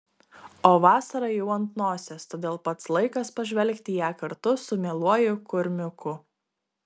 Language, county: Lithuanian, Klaipėda